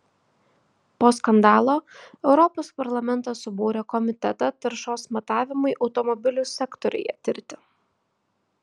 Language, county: Lithuanian, Vilnius